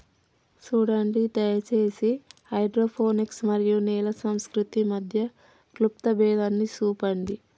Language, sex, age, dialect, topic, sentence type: Telugu, female, 31-35, Telangana, agriculture, statement